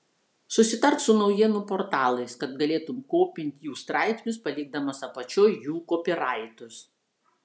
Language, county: Lithuanian, Vilnius